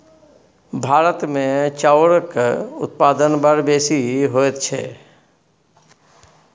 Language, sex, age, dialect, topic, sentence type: Maithili, male, 46-50, Bajjika, agriculture, statement